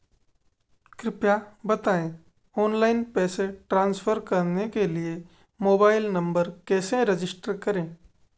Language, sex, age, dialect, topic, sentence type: Hindi, male, 18-24, Marwari Dhudhari, banking, question